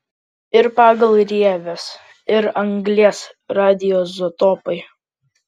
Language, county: Lithuanian, Kaunas